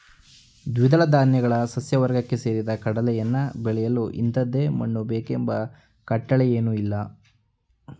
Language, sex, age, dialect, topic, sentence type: Kannada, male, 18-24, Mysore Kannada, agriculture, statement